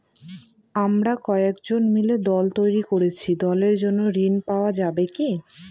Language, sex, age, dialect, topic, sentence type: Bengali, female, <18, Northern/Varendri, banking, question